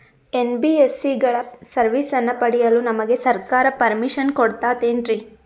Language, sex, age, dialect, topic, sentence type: Kannada, female, 18-24, Northeastern, banking, question